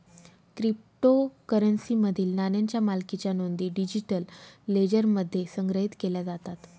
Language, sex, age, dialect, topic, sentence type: Marathi, female, 25-30, Northern Konkan, banking, statement